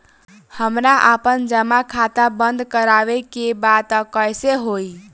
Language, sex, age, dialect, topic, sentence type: Bhojpuri, female, 18-24, Southern / Standard, banking, question